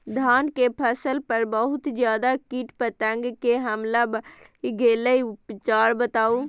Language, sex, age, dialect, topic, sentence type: Maithili, female, 18-24, Bajjika, agriculture, question